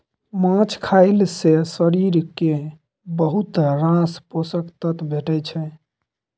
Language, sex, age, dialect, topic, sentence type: Maithili, male, 18-24, Bajjika, agriculture, statement